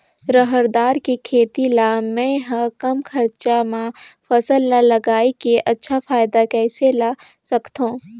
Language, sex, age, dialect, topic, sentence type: Chhattisgarhi, female, 18-24, Northern/Bhandar, agriculture, question